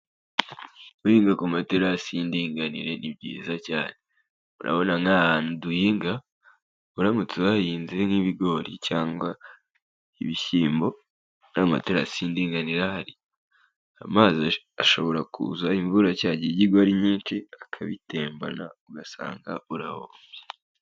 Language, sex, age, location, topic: Kinyarwanda, male, 18-24, Kigali, agriculture